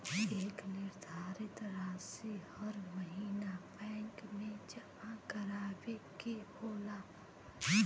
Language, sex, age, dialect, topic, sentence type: Bhojpuri, female, 18-24, Western, banking, statement